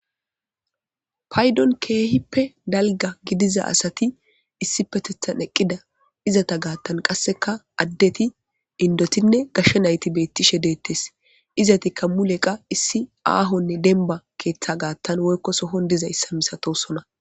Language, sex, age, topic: Gamo, male, 18-24, government